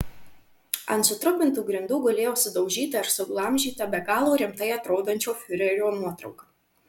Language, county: Lithuanian, Marijampolė